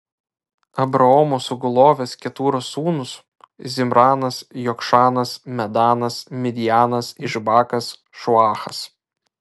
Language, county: Lithuanian, Vilnius